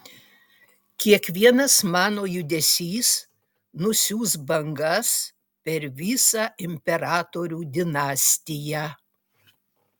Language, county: Lithuanian, Utena